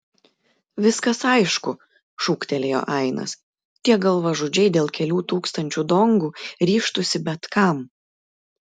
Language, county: Lithuanian, Klaipėda